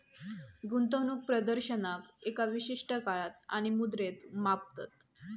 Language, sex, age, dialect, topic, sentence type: Marathi, female, 31-35, Southern Konkan, banking, statement